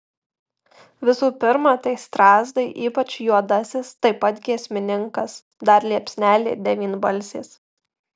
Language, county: Lithuanian, Marijampolė